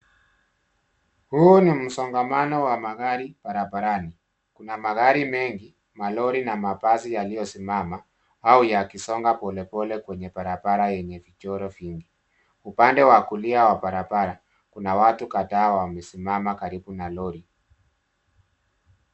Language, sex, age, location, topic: Swahili, male, 36-49, Nairobi, government